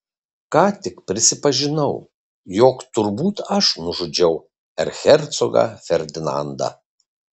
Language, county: Lithuanian, Kaunas